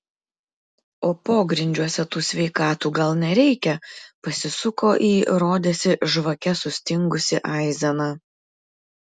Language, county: Lithuanian, Klaipėda